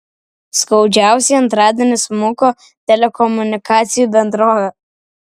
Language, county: Lithuanian, Vilnius